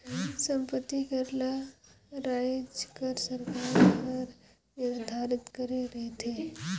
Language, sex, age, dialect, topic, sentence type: Chhattisgarhi, female, 18-24, Northern/Bhandar, banking, statement